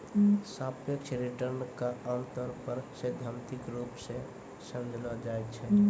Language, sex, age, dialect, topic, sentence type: Maithili, male, 18-24, Angika, agriculture, statement